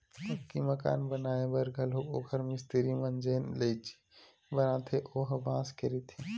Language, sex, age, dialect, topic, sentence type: Chhattisgarhi, male, 18-24, Western/Budati/Khatahi, agriculture, statement